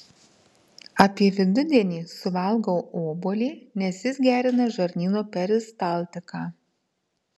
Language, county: Lithuanian, Marijampolė